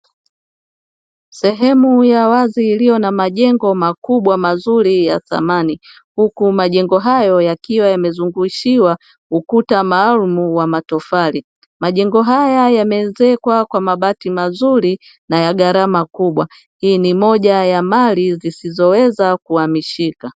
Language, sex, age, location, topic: Swahili, female, 25-35, Dar es Salaam, finance